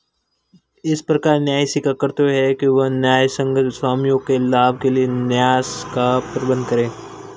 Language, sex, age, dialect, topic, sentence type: Hindi, male, 18-24, Marwari Dhudhari, banking, statement